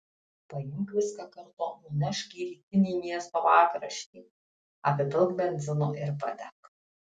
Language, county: Lithuanian, Tauragė